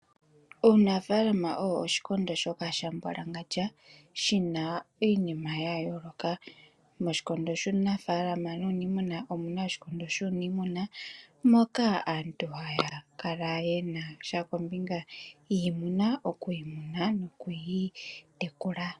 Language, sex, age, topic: Oshiwambo, female, 18-24, agriculture